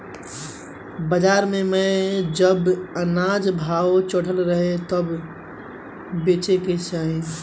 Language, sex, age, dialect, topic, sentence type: Bhojpuri, male, 18-24, Northern, agriculture, statement